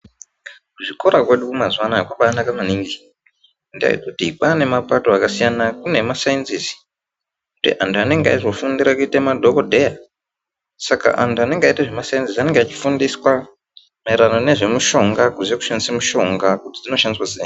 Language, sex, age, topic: Ndau, male, 18-24, education